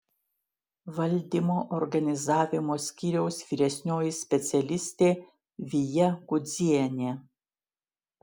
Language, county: Lithuanian, Šiauliai